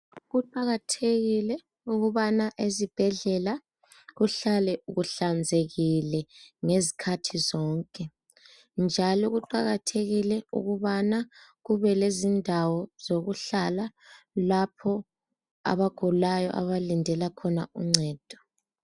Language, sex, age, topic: North Ndebele, female, 18-24, health